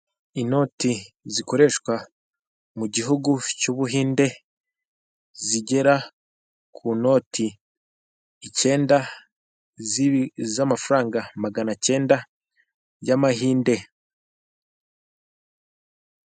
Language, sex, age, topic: Kinyarwanda, male, 18-24, finance